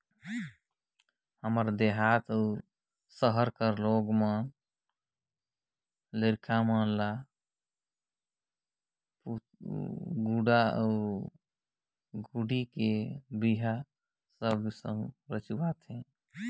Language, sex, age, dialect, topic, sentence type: Chhattisgarhi, male, 18-24, Northern/Bhandar, agriculture, statement